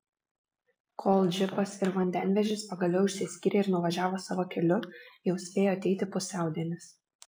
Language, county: Lithuanian, Vilnius